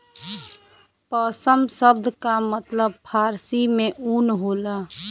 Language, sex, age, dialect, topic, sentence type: Bhojpuri, female, 25-30, Western, agriculture, statement